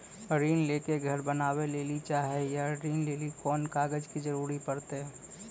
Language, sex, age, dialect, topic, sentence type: Maithili, male, 25-30, Angika, banking, question